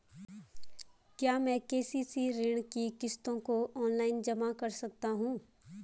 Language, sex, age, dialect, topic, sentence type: Hindi, female, 18-24, Garhwali, banking, question